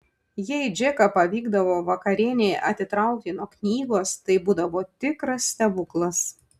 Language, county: Lithuanian, Panevėžys